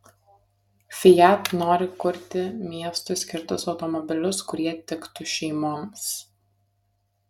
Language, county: Lithuanian, Kaunas